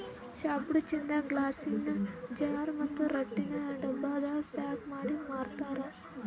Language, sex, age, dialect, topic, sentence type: Kannada, female, 18-24, Northeastern, agriculture, statement